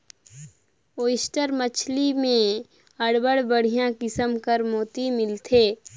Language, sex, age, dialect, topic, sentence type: Chhattisgarhi, female, 46-50, Northern/Bhandar, agriculture, statement